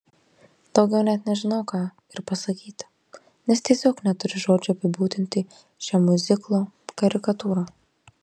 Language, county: Lithuanian, Marijampolė